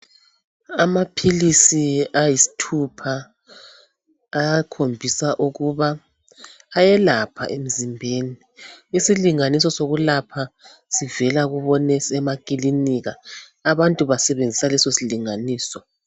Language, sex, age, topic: North Ndebele, male, 36-49, health